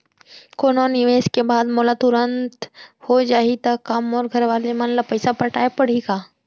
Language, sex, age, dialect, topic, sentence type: Chhattisgarhi, female, 31-35, Central, banking, question